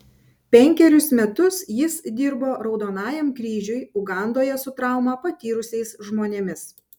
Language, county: Lithuanian, Panevėžys